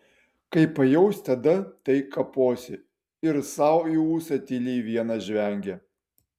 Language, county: Lithuanian, Utena